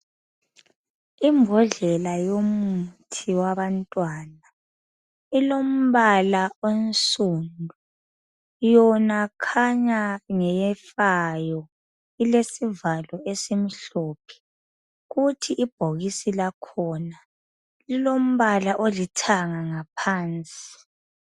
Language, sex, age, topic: North Ndebele, female, 25-35, health